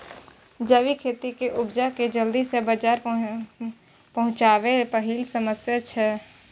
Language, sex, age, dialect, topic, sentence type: Maithili, female, 18-24, Bajjika, agriculture, statement